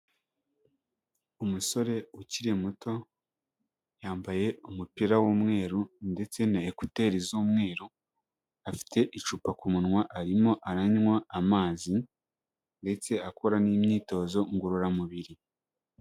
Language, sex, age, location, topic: Kinyarwanda, male, 18-24, Huye, health